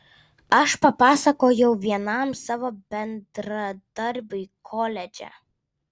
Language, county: Lithuanian, Vilnius